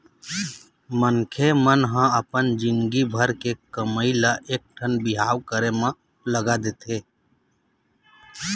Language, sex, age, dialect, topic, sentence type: Chhattisgarhi, male, 31-35, Eastern, banking, statement